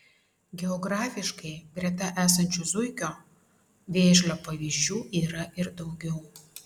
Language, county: Lithuanian, Vilnius